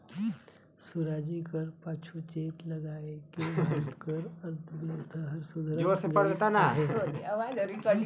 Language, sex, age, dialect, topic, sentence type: Chhattisgarhi, male, 31-35, Northern/Bhandar, banking, statement